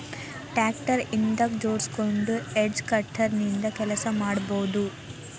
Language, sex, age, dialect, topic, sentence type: Kannada, female, 18-24, Dharwad Kannada, agriculture, statement